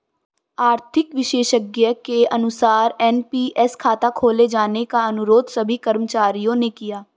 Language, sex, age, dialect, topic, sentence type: Hindi, female, 18-24, Marwari Dhudhari, banking, statement